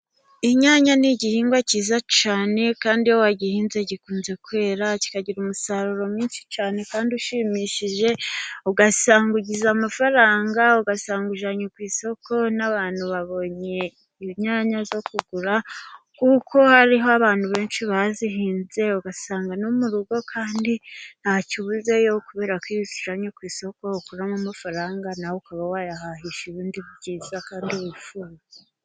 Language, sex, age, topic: Kinyarwanda, female, 25-35, agriculture